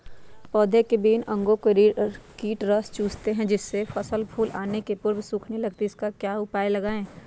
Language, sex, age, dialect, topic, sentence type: Magahi, female, 31-35, Western, agriculture, question